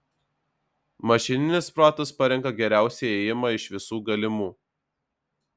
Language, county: Lithuanian, Alytus